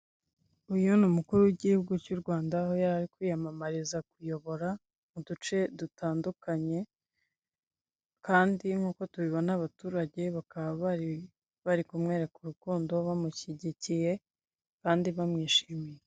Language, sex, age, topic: Kinyarwanda, female, 25-35, government